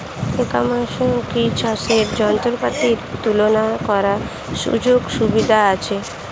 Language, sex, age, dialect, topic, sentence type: Bengali, female, 60-100, Standard Colloquial, agriculture, question